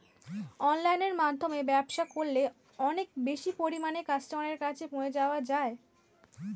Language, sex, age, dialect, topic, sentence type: Bengali, female, <18, Standard Colloquial, agriculture, question